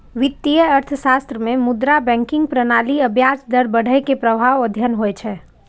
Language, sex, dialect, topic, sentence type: Maithili, female, Eastern / Thethi, banking, statement